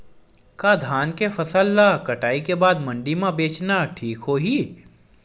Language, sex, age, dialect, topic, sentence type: Chhattisgarhi, male, 18-24, Western/Budati/Khatahi, agriculture, question